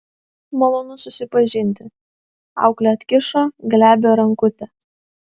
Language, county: Lithuanian, Vilnius